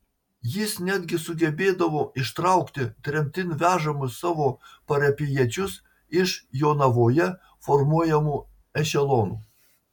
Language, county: Lithuanian, Marijampolė